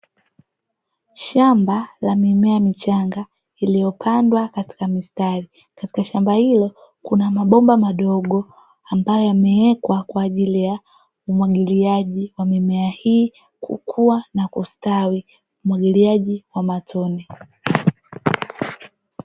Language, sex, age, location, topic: Swahili, female, 18-24, Dar es Salaam, agriculture